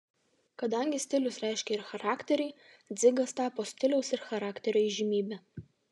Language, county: Lithuanian, Vilnius